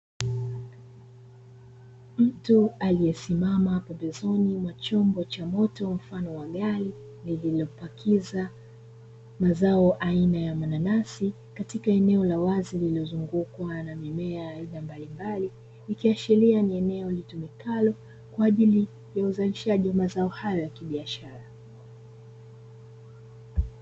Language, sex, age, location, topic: Swahili, female, 25-35, Dar es Salaam, agriculture